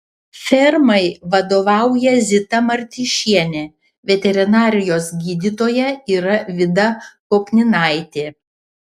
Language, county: Lithuanian, Panevėžys